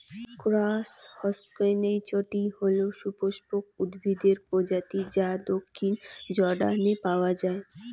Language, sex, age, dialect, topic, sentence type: Bengali, female, 18-24, Rajbangshi, agriculture, question